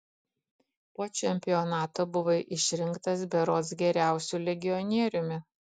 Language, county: Lithuanian, Kaunas